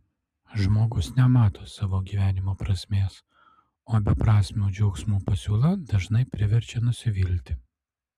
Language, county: Lithuanian, Alytus